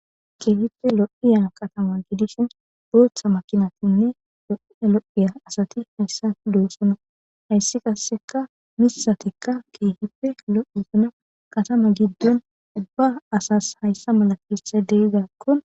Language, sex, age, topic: Gamo, female, 25-35, government